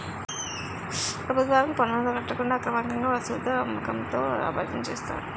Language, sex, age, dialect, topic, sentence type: Telugu, female, 36-40, Utterandhra, banking, statement